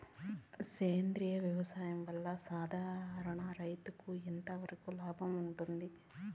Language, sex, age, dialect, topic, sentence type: Telugu, female, 31-35, Southern, agriculture, question